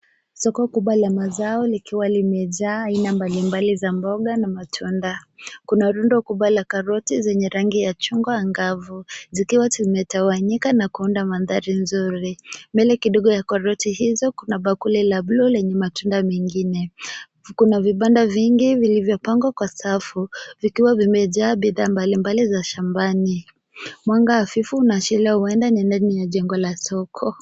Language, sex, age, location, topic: Swahili, female, 18-24, Nairobi, finance